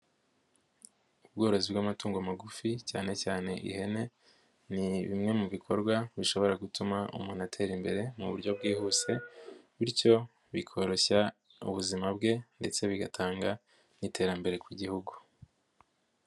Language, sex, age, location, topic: Kinyarwanda, female, 50+, Nyagatare, agriculture